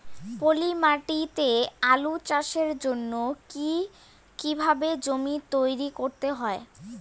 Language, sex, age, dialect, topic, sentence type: Bengali, male, 18-24, Rajbangshi, agriculture, question